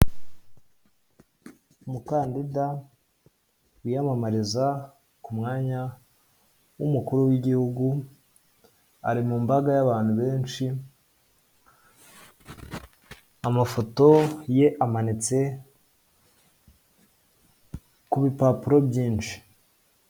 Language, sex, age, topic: Kinyarwanda, male, 18-24, government